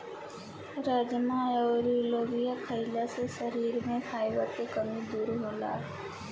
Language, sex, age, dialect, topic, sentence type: Bhojpuri, female, 18-24, Southern / Standard, agriculture, statement